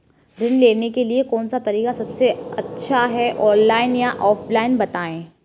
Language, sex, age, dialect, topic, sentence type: Hindi, female, 18-24, Kanauji Braj Bhasha, banking, question